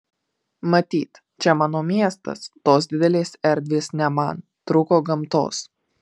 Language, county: Lithuanian, Marijampolė